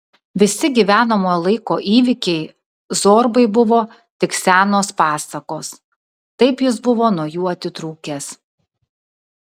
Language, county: Lithuanian, Kaunas